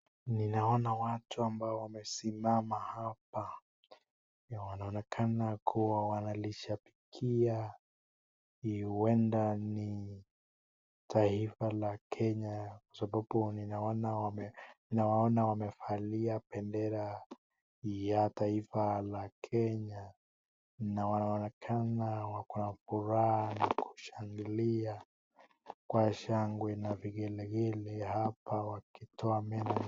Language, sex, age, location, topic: Swahili, male, 18-24, Nakuru, government